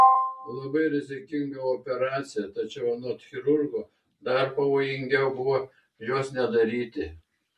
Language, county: Lithuanian, Šiauliai